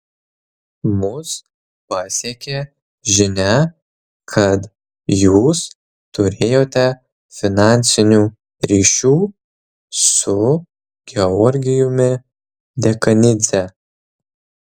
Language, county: Lithuanian, Kaunas